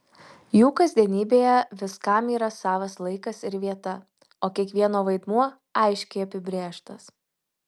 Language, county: Lithuanian, Alytus